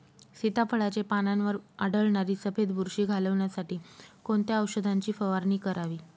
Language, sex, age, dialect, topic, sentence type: Marathi, female, 36-40, Northern Konkan, agriculture, question